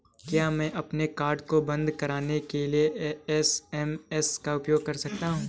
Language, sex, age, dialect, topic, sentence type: Hindi, male, 18-24, Awadhi Bundeli, banking, question